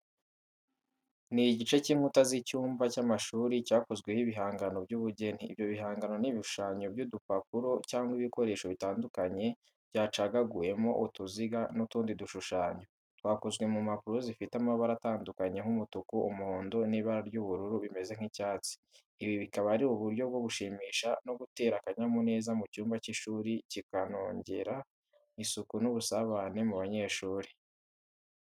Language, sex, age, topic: Kinyarwanda, male, 18-24, education